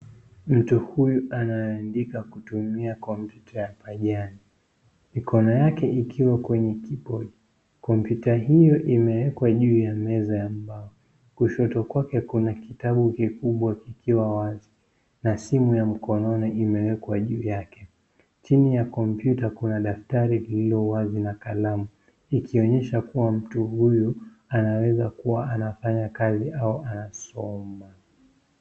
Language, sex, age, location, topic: Swahili, male, 25-35, Nairobi, education